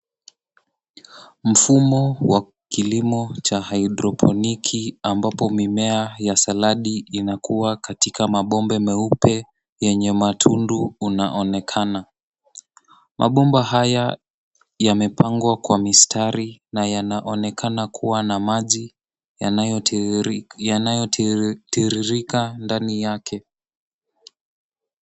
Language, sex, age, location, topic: Swahili, male, 18-24, Nairobi, agriculture